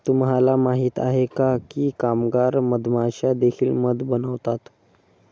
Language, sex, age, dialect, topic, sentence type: Marathi, female, 18-24, Varhadi, agriculture, statement